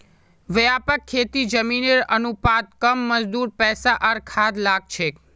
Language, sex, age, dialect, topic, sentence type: Magahi, male, 41-45, Northeastern/Surjapuri, agriculture, statement